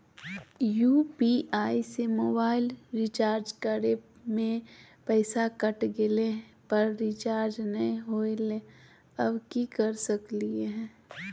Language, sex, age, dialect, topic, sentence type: Magahi, female, 31-35, Southern, banking, question